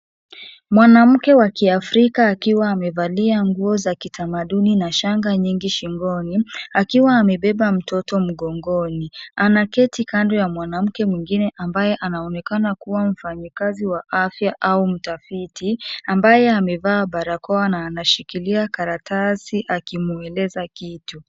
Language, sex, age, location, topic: Swahili, female, 25-35, Nairobi, health